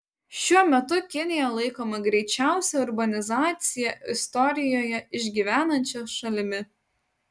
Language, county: Lithuanian, Utena